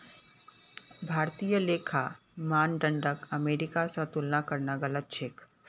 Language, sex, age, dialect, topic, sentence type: Magahi, female, 18-24, Northeastern/Surjapuri, banking, statement